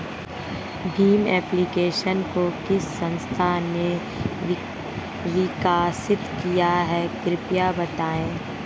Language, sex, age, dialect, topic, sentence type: Hindi, female, 18-24, Hindustani Malvi Khadi Boli, banking, question